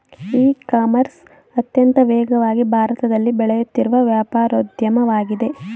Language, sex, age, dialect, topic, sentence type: Kannada, female, 18-24, Mysore Kannada, agriculture, statement